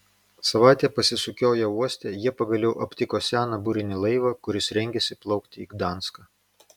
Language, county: Lithuanian, Vilnius